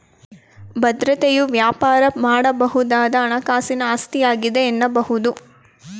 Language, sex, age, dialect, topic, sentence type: Kannada, female, 18-24, Mysore Kannada, banking, statement